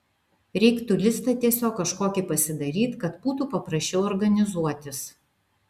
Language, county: Lithuanian, Vilnius